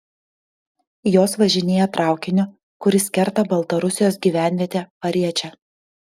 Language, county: Lithuanian, Panevėžys